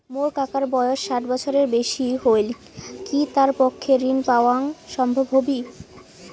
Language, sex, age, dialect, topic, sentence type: Bengali, male, 18-24, Rajbangshi, banking, statement